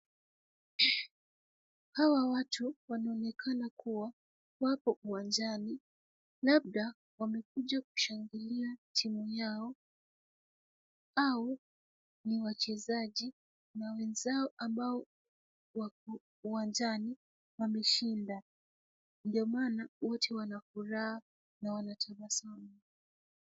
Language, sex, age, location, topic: Swahili, female, 25-35, Kisumu, government